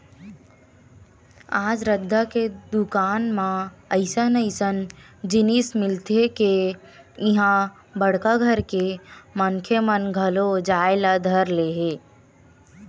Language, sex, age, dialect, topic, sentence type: Chhattisgarhi, female, 60-100, Western/Budati/Khatahi, agriculture, statement